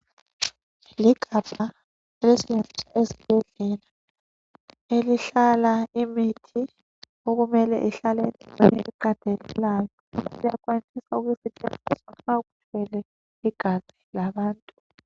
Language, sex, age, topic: North Ndebele, female, 25-35, health